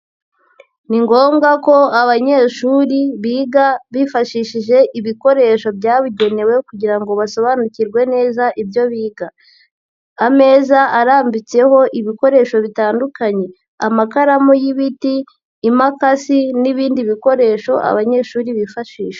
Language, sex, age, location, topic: Kinyarwanda, female, 50+, Nyagatare, education